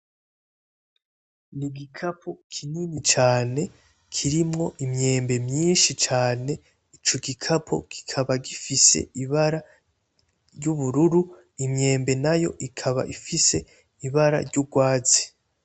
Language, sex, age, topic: Rundi, male, 18-24, agriculture